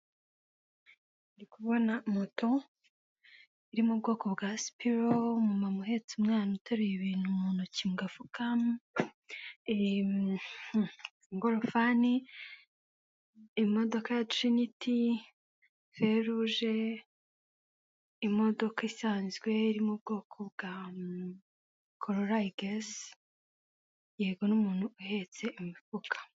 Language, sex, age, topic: Kinyarwanda, female, 18-24, government